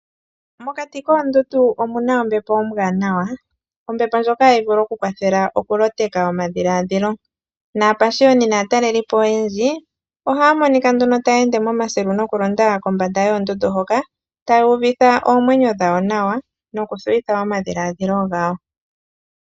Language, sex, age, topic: Oshiwambo, female, 25-35, agriculture